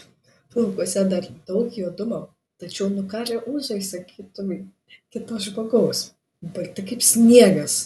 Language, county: Lithuanian, Šiauliai